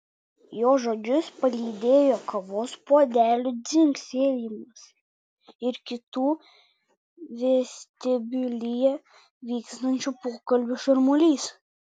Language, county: Lithuanian, Vilnius